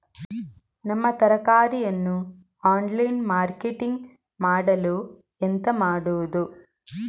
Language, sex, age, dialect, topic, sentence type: Kannada, female, 18-24, Coastal/Dakshin, agriculture, question